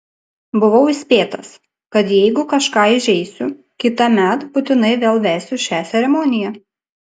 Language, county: Lithuanian, Panevėžys